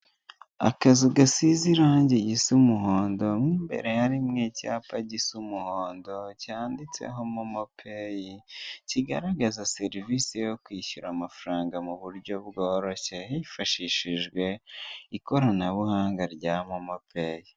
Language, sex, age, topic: Kinyarwanda, male, 18-24, finance